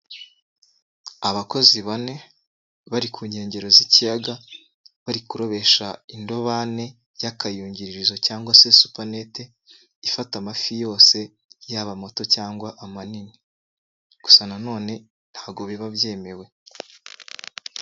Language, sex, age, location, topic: Kinyarwanda, male, 25-35, Nyagatare, agriculture